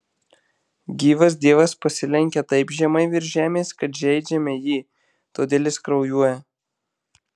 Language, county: Lithuanian, Marijampolė